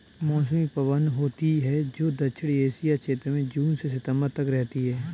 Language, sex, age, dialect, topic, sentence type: Hindi, male, 31-35, Kanauji Braj Bhasha, agriculture, statement